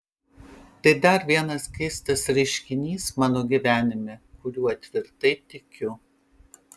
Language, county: Lithuanian, Panevėžys